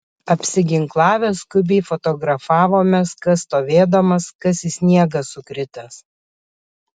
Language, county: Lithuanian, Kaunas